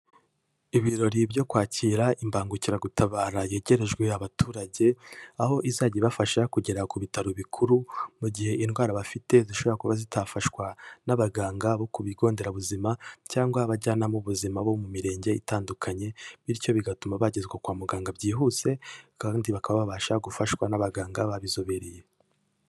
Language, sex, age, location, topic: Kinyarwanda, male, 18-24, Kigali, health